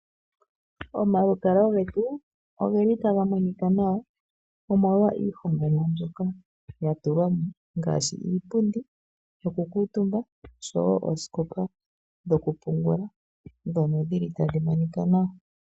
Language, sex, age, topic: Oshiwambo, female, 36-49, finance